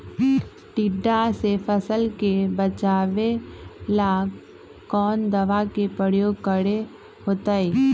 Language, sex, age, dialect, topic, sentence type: Magahi, female, 25-30, Western, agriculture, question